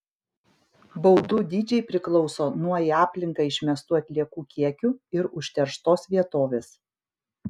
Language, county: Lithuanian, Kaunas